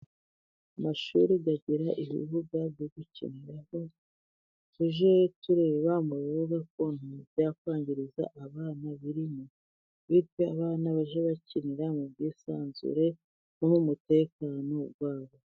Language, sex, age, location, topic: Kinyarwanda, female, 36-49, Musanze, agriculture